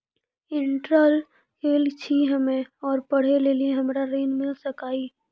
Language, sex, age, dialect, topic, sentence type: Maithili, female, 18-24, Angika, banking, question